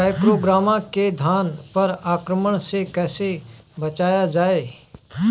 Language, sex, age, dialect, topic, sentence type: Bhojpuri, male, 18-24, Northern, agriculture, question